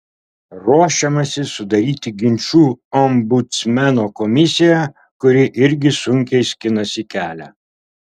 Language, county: Lithuanian, Kaunas